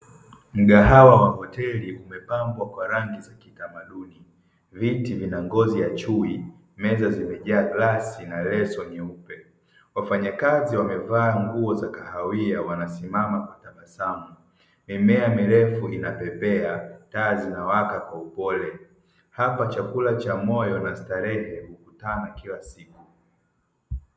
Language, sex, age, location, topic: Swahili, male, 50+, Dar es Salaam, finance